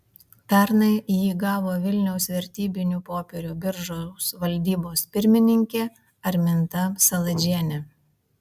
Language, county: Lithuanian, Vilnius